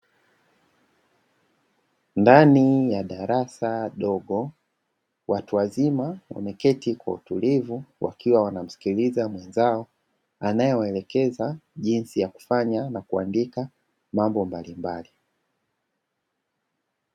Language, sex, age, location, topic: Swahili, male, 25-35, Dar es Salaam, education